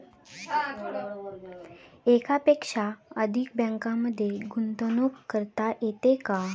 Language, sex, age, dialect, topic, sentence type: Marathi, female, 18-24, Standard Marathi, banking, question